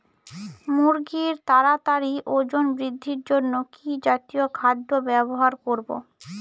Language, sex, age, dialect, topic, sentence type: Bengali, female, 18-24, Northern/Varendri, agriculture, question